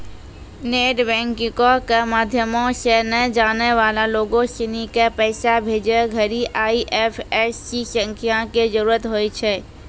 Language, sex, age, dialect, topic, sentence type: Maithili, female, 46-50, Angika, banking, statement